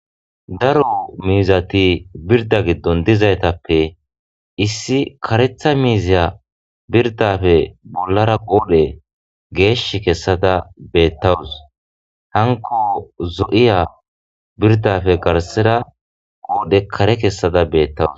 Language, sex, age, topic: Gamo, male, 25-35, agriculture